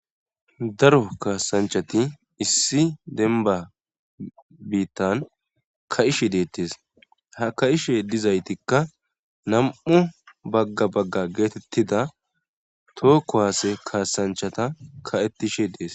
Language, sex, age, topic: Gamo, male, 18-24, government